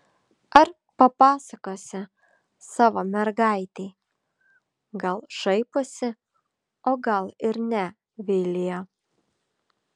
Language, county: Lithuanian, Šiauliai